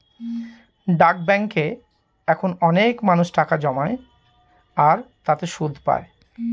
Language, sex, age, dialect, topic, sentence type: Bengali, male, 41-45, Northern/Varendri, banking, statement